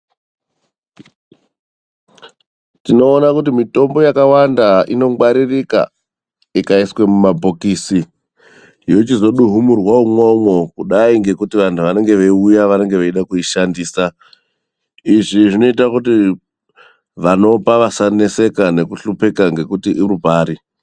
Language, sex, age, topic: Ndau, male, 25-35, health